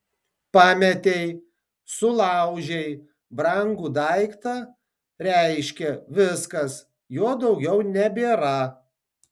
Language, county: Lithuanian, Tauragė